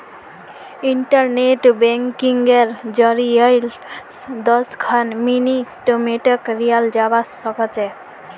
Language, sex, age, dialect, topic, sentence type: Magahi, female, 18-24, Northeastern/Surjapuri, banking, statement